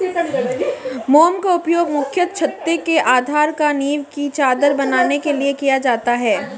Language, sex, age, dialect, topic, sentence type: Hindi, female, 18-24, Marwari Dhudhari, agriculture, statement